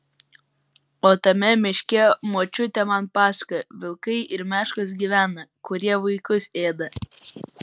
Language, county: Lithuanian, Vilnius